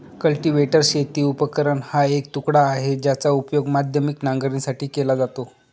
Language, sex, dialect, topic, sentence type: Marathi, male, Northern Konkan, agriculture, statement